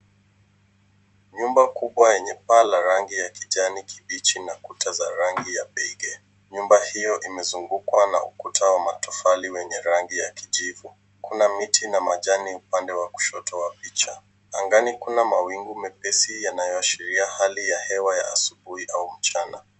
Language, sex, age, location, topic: Swahili, male, 25-35, Nairobi, finance